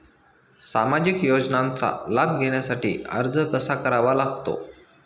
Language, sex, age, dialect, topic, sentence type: Marathi, male, 25-30, Standard Marathi, banking, question